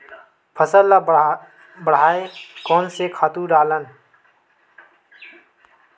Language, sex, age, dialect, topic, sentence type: Chhattisgarhi, male, 25-30, Western/Budati/Khatahi, agriculture, question